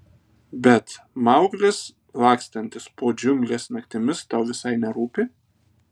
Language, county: Lithuanian, Tauragė